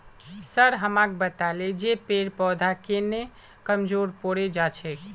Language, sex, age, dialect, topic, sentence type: Magahi, male, 18-24, Northeastern/Surjapuri, agriculture, statement